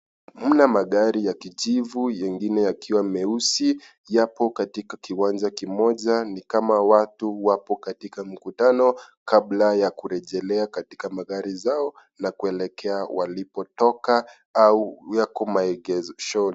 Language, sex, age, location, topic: Swahili, male, 25-35, Kisii, finance